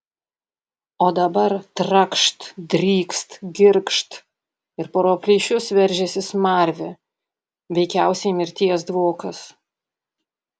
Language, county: Lithuanian, Panevėžys